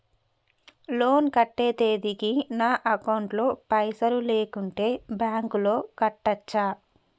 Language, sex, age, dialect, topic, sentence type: Telugu, female, 18-24, Telangana, banking, question